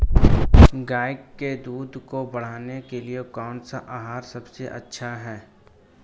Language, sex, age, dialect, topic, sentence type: Hindi, male, 18-24, Marwari Dhudhari, agriculture, question